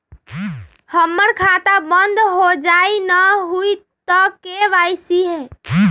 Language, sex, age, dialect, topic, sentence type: Magahi, female, 31-35, Western, banking, question